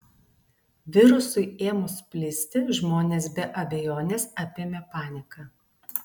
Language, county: Lithuanian, Alytus